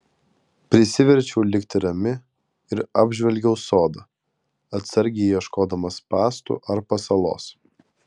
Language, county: Lithuanian, Kaunas